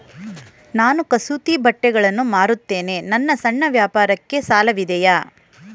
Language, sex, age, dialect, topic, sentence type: Kannada, female, 41-45, Mysore Kannada, banking, question